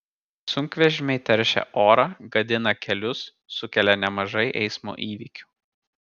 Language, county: Lithuanian, Kaunas